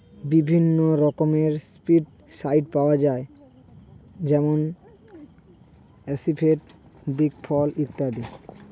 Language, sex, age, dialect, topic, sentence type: Bengali, male, 18-24, Standard Colloquial, agriculture, statement